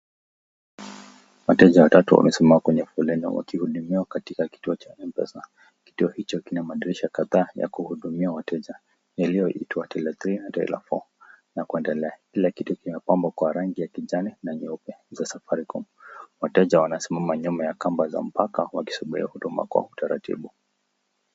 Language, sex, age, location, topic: Swahili, male, 18-24, Nakuru, finance